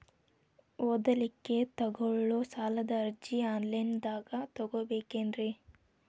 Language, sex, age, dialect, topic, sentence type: Kannada, female, 18-24, Dharwad Kannada, banking, question